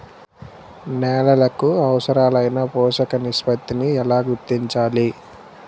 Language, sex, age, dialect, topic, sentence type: Telugu, male, 18-24, Central/Coastal, agriculture, question